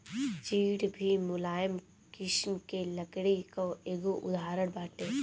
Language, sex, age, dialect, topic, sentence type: Bhojpuri, female, 18-24, Northern, agriculture, statement